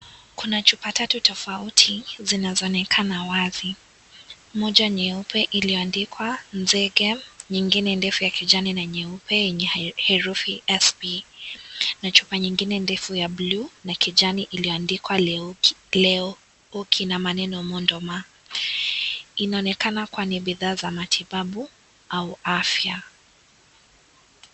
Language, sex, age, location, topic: Swahili, female, 18-24, Kisii, health